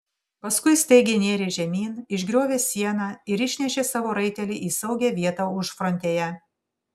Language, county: Lithuanian, Panevėžys